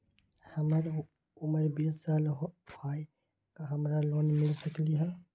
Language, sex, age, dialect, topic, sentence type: Magahi, male, 25-30, Western, banking, question